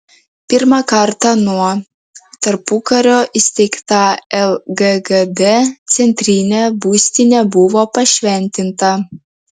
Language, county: Lithuanian, Vilnius